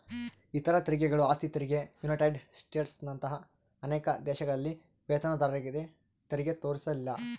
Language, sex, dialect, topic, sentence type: Kannada, male, Central, banking, statement